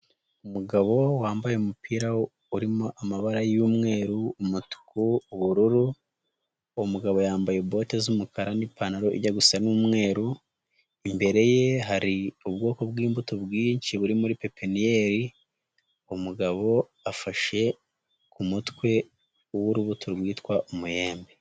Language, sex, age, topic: Kinyarwanda, female, 25-35, finance